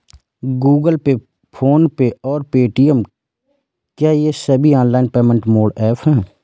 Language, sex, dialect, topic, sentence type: Hindi, male, Awadhi Bundeli, banking, question